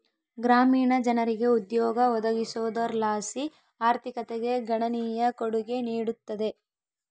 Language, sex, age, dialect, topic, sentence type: Kannada, female, 18-24, Central, agriculture, statement